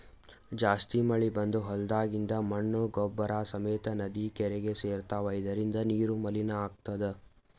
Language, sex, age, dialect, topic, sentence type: Kannada, male, 18-24, Northeastern, agriculture, statement